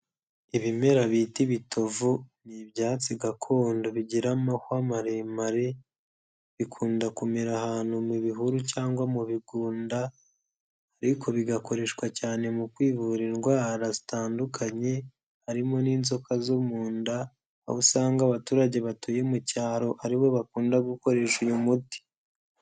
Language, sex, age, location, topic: Kinyarwanda, male, 18-24, Kigali, health